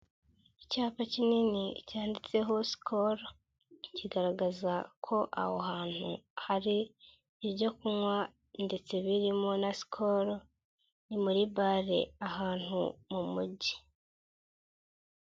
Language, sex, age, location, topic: Kinyarwanda, male, 25-35, Nyagatare, finance